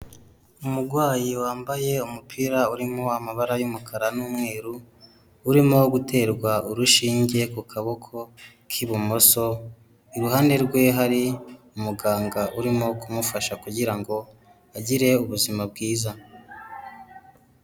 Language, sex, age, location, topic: Kinyarwanda, male, 25-35, Kigali, health